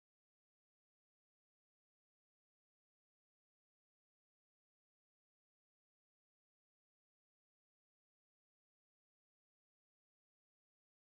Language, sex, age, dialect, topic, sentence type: Bengali, male, 18-24, Rajbangshi, banking, statement